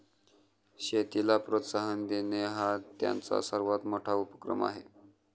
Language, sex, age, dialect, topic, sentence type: Marathi, male, 25-30, Standard Marathi, banking, statement